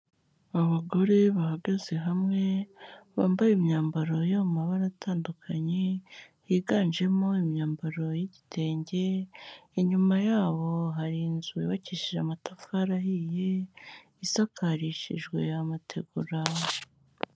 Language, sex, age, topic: Kinyarwanda, female, 18-24, health